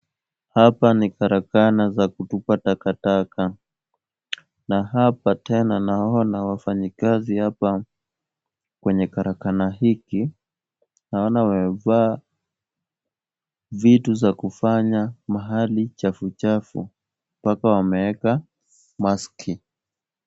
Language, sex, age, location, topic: Swahili, male, 18-24, Kisumu, health